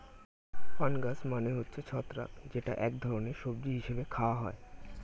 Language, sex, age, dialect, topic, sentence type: Bengali, male, 18-24, Standard Colloquial, agriculture, statement